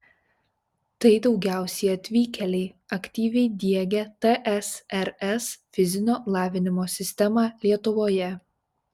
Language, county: Lithuanian, Šiauliai